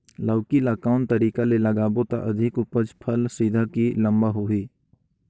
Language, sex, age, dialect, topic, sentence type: Chhattisgarhi, male, 18-24, Northern/Bhandar, agriculture, question